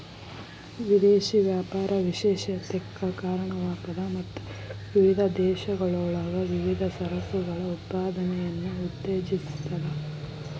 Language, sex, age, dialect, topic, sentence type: Kannada, female, 31-35, Dharwad Kannada, banking, statement